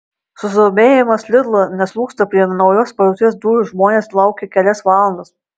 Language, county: Lithuanian, Marijampolė